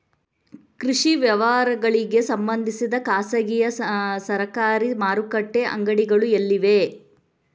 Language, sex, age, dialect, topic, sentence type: Kannada, female, 18-24, Coastal/Dakshin, agriculture, question